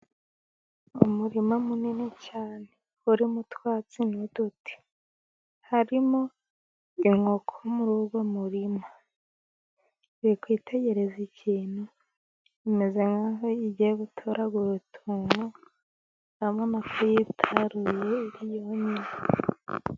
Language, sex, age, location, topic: Kinyarwanda, female, 18-24, Musanze, agriculture